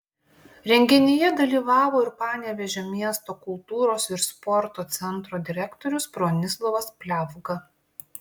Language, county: Lithuanian, Klaipėda